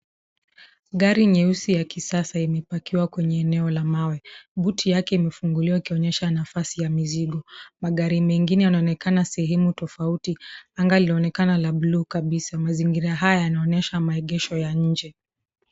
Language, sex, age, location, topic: Swahili, female, 25-35, Nairobi, finance